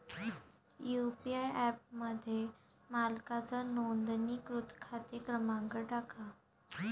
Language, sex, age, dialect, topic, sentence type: Marathi, female, 51-55, Varhadi, banking, statement